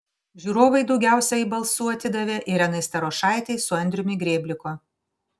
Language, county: Lithuanian, Panevėžys